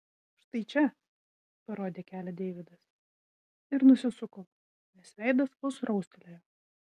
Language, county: Lithuanian, Vilnius